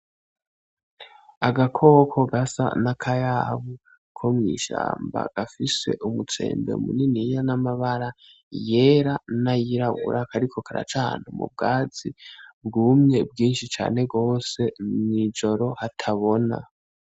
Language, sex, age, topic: Rundi, male, 18-24, agriculture